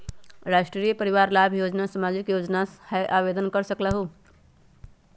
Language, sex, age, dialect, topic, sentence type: Magahi, female, 18-24, Western, banking, question